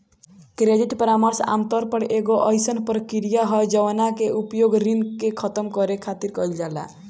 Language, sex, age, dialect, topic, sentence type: Bhojpuri, female, 18-24, Southern / Standard, banking, statement